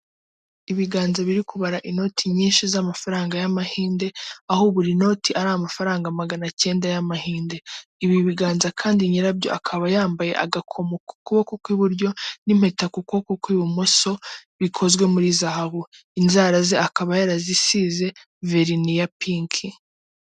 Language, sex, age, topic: Kinyarwanda, female, 18-24, finance